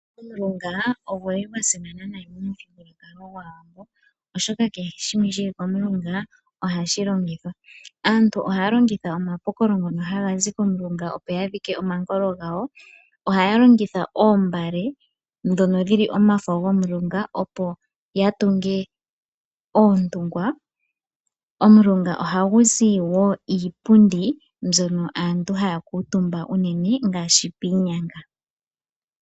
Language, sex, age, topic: Oshiwambo, female, 18-24, agriculture